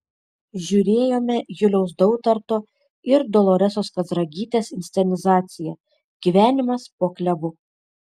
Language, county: Lithuanian, Šiauliai